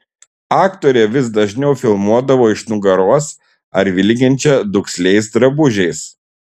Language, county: Lithuanian, Šiauliai